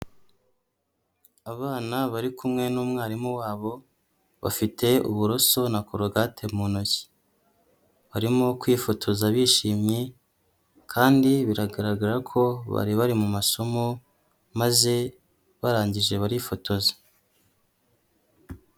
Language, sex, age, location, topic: Kinyarwanda, female, 25-35, Huye, health